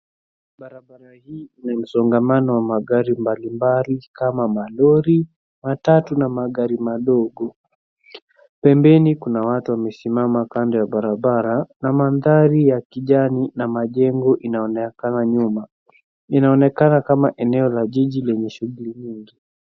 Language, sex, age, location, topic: Swahili, male, 50+, Nairobi, government